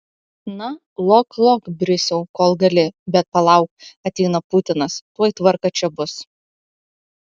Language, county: Lithuanian, Utena